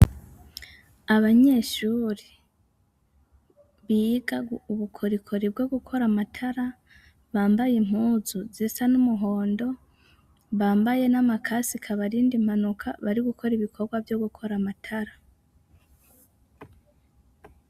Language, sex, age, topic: Rundi, female, 25-35, education